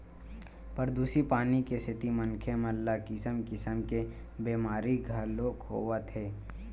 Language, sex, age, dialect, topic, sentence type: Chhattisgarhi, male, 18-24, Western/Budati/Khatahi, agriculture, statement